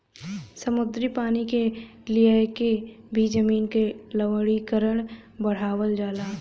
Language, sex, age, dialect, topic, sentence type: Bhojpuri, female, 18-24, Western, agriculture, statement